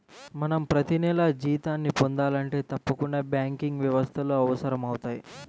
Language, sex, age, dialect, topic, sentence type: Telugu, male, 18-24, Central/Coastal, banking, statement